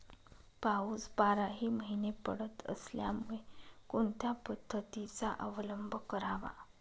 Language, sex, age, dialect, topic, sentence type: Marathi, female, 25-30, Northern Konkan, agriculture, question